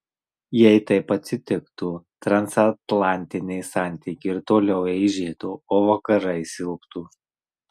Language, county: Lithuanian, Marijampolė